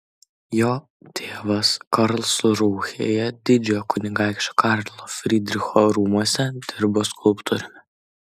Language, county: Lithuanian, Kaunas